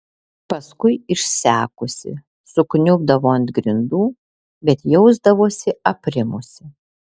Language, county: Lithuanian, Alytus